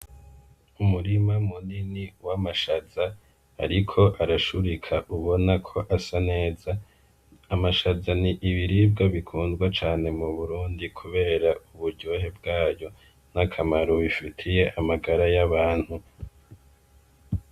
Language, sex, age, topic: Rundi, male, 25-35, agriculture